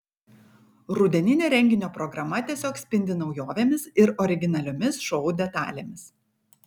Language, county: Lithuanian, Kaunas